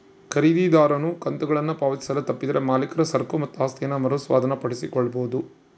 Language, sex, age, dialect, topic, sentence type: Kannada, male, 56-60, Central, banking, statement